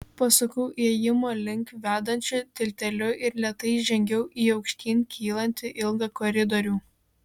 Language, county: Lithuanian, Šiauliai